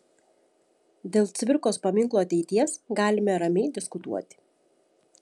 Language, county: Lithuanian, Šiauliai